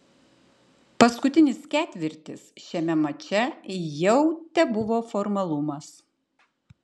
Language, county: Lithuanian, Klaipėda